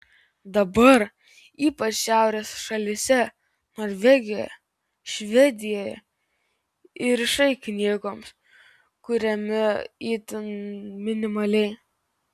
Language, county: Lithuanian, Vilnius